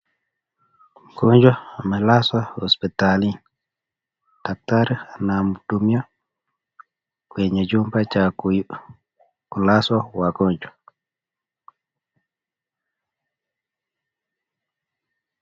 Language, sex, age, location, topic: Swahili, male, 25-35, Nakuru, health